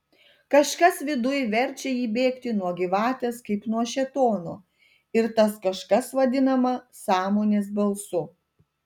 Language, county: Lithuanian, Telšiai